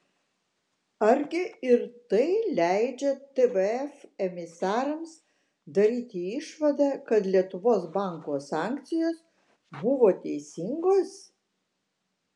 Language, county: Lithuanian, Vilnius